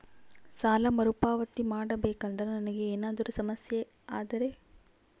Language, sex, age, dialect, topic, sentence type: Kannada, female, 18-24, Central, banking, question